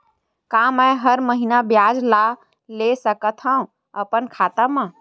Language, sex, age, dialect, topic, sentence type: Chhattisgarhi, female, 18-24, Western/Budati/Khatahi, banking, question